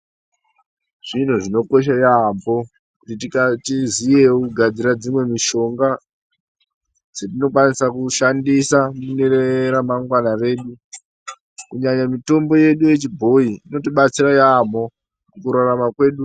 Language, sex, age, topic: Ndau, male, 18-24, health